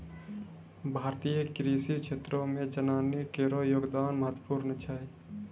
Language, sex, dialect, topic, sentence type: Maithili, male, Angika, agriculture, statement